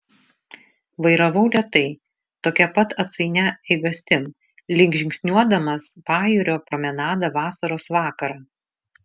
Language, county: Lithuanian, Šiauliai